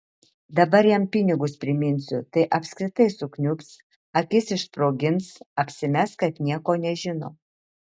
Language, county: Lithuanian, Marijampolė